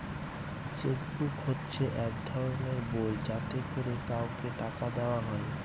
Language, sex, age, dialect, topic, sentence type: Bengali, male, 18-24, Northern/Varendri, banking, statement